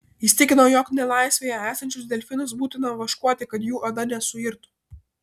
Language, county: Lithuanian, Vilnius